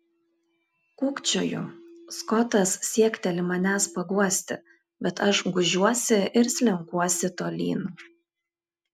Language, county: Lithuanian, Klaipėda